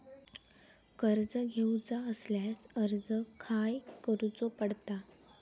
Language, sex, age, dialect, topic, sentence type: Marathi, female, 18-24, Southern Konkan, banking, question